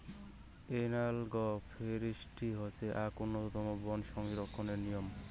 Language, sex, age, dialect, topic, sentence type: Bengali, male, 18-24, Rajbangshi, agriculture, statement